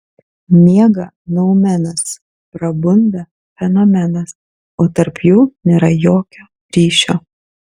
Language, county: Lithuanian, Kaunas